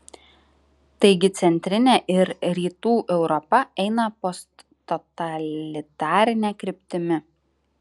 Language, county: Lithuanian, Klaipėda